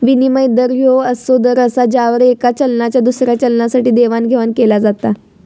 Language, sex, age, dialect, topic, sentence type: Marathi, female, 18-24, Southern Konkan, banking, statement